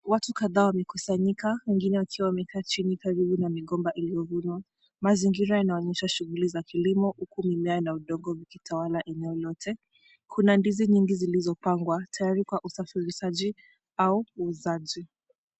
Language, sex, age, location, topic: Swahili, female, 18-24, Mombasa, agriculture